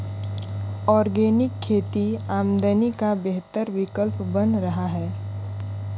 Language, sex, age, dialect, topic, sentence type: Hindi, female, 25-30, Kanauji Braj Bhasha, agriculture, statement